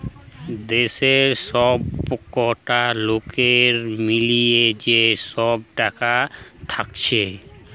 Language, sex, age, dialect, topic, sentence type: Bengali, male, 25-30, Western, banking, statement